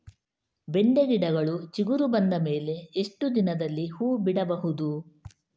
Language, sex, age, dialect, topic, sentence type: Kannada, female, 31-35, Coastal/Dakshin, agriculture, question